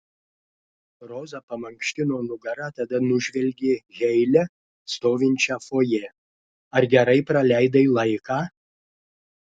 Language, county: Lithuanian, Klaipėda